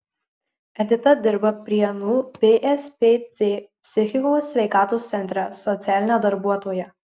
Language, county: Lithuanian, Marijampolė